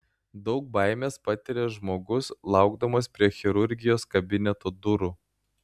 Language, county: Lithuanian, Klaipėda